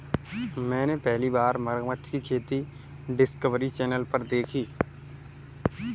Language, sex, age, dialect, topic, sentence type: Hindi, male, 18-24, Kanauji Braj Bhasha, agriculture, statement